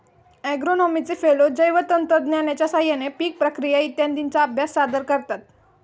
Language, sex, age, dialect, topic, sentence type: Marathi, female, 18-24, Standard Marathi, agriculture, statement